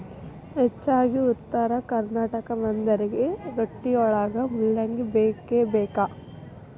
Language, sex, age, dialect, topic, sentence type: Kannada, female, 18-24, Dharwad Kannada, agriculture, statement